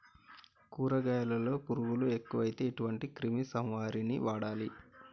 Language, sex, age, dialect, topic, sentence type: Telugu, male, 36-40, Telangana, agriculture, question